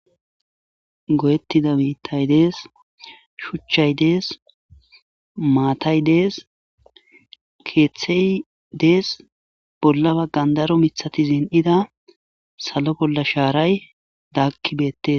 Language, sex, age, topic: Gamo, male, 18-24, government